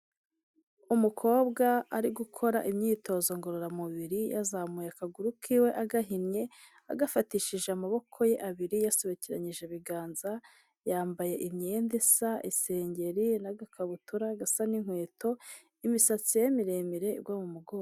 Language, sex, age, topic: Kinyarwanda, female, 25-35, health